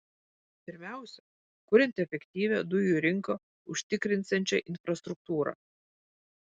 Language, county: Lithuanian, Vilnius